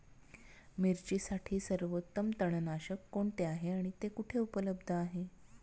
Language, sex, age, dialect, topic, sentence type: Marathi, female, 31-35, Standard Marathi, agriculture, question